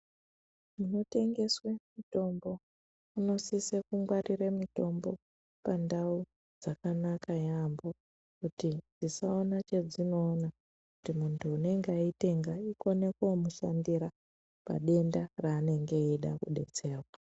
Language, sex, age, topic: Ndau, female, 18-24, health